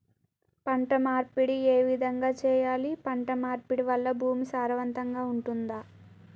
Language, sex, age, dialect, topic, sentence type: Telugu, female, 18-24, Telangana, agriculture, question